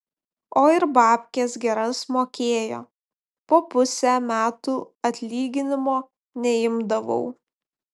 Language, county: Lithuanian, Panevėžys